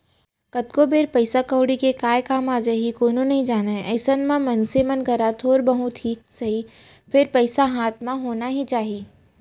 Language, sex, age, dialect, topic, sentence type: Chhattisgarhi, female, 41-45, Central, banking, statement